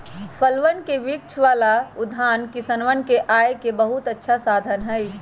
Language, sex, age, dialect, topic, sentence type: Magahi, female, 31-35, Western, agriculture, statement